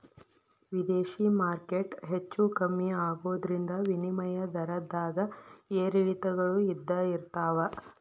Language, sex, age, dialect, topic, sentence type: Kannada, female, 18-24, Dharwad Kannada, banking, statement